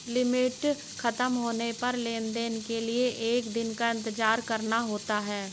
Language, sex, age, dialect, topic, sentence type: Hindi, female, 60-100, Hindustani Malvi Khadi Boli, banking, statement